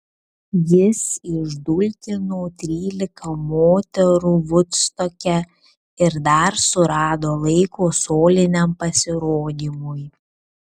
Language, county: Lithuanian, Kaunas